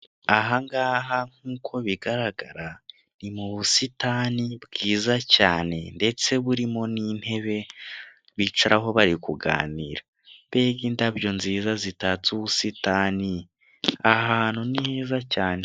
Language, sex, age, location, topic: Kinyarwanda, male, 18-24, Kigali, finance